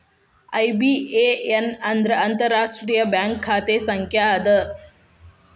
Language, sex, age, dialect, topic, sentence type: Kannada, female, 25-30, Dharwad Kannada, banking, statement